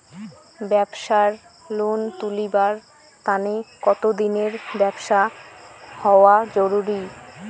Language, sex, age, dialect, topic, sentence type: Bengali, female, 25-30, Rajbangshi, banking, question